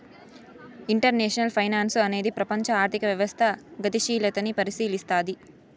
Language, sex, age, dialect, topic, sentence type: Telugu, female, 18-24, Southern, banking, statement